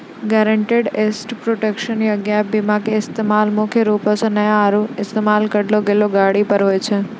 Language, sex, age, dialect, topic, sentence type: Maithili, female, 60-100, Angika, banking, statement